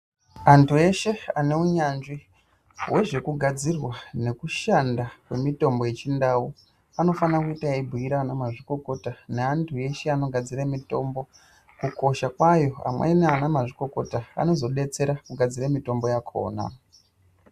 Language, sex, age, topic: Ndau, male, 18-24, health